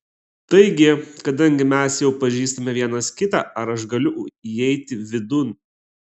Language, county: Lithuanian, Klaipėda